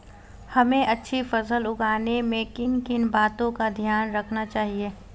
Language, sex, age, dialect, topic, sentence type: Hindi, female, 18-24, Marwari Dhudhari, agriculture, question